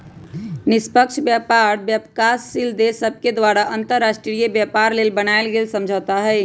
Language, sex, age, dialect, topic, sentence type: Magahi, female, 25-30, Western, banking, statement